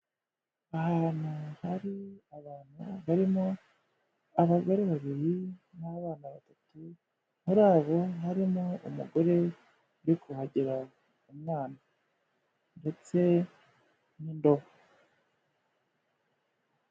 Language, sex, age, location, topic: Kinyarwanda, male, 25-35, Kigali, health